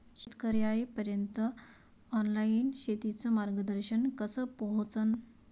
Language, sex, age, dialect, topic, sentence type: Marathi, female, 31-35, Varhadi, agriculture, question